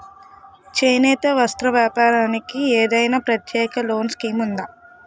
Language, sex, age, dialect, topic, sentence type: Telugu, female, 18-24, Utterandhra, banking, question